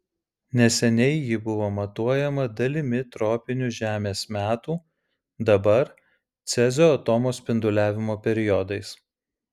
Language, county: Lithuanian, Vilnius